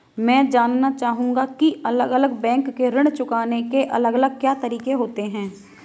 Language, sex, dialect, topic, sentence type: Hindi, female, Marwari Dhudhari, banking, question